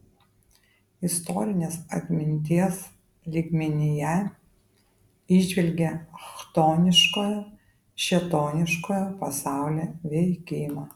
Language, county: Lithuanian, Vilnius